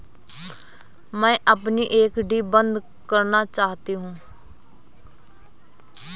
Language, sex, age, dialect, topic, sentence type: Hindi, female, 18-24, Awadhi Bundeli, banking, statement